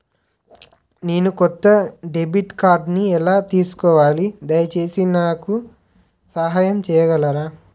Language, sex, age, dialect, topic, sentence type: Telugu, male, 18-24, Utterandhra, banking, question